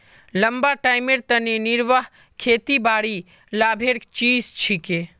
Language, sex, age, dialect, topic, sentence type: Magahi, male, 41-45, Northeastern/Surjapuri, agriculture, statement